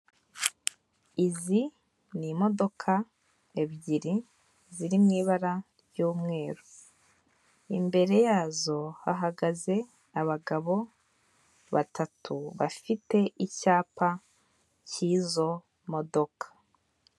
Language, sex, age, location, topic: Kinyarwanda, female, 18-24, Kigali, finance